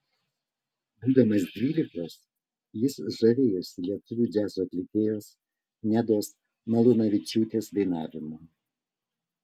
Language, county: Lithuanian, Kaunas